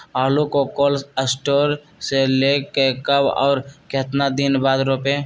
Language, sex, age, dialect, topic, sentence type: Magahi, male, 25-30, Western, agriculture, question